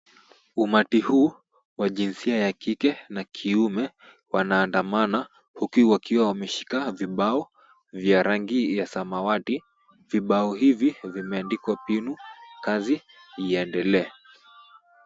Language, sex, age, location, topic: Swahili, female, 25-35, Kisumu, government